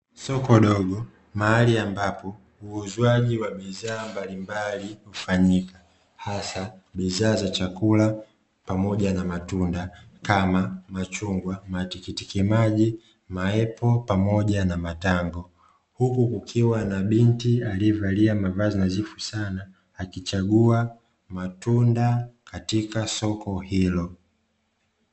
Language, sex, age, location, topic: Swahili, male, 25-35, Dar es Salaam, finance